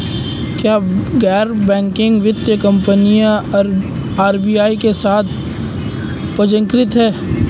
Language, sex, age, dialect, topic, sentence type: Hindi, male, 18-24, Marwari Dhudhari, banking, question